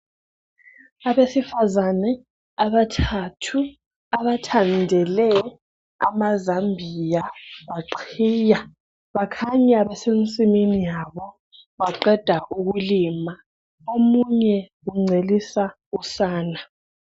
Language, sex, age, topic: North Ndebele, female, 18-24, health